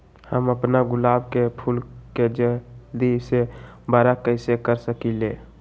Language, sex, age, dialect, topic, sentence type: Magahi, male, 18-24, Western, agriculture, question